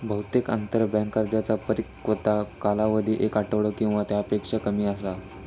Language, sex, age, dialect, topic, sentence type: Marathi, male, 18-24, Southern Konkan, banking, statement